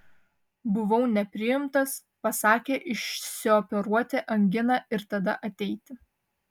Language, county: Lithuanian, Vilnius